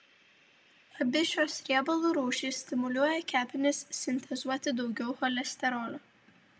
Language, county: Lithuanian, Vilnius